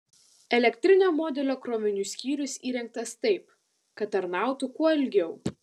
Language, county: Lithuanian, Vilnius